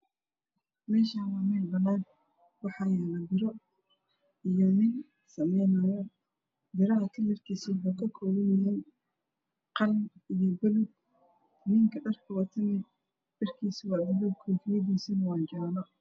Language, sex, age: Somali, female, 25-35